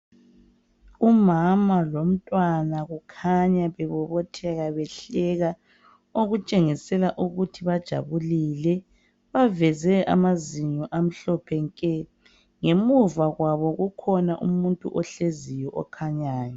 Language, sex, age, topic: North Ndebele, female, 36-49, health